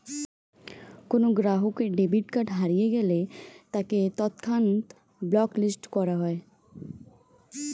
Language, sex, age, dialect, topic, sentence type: Bengali, female, 18-24, Standard Colloquial, banking, statement